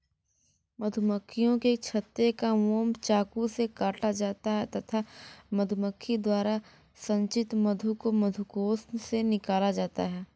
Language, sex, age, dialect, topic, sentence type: Hindi, female, 18-24, Hindustani Malvi Khadi Boli, agriculture, statement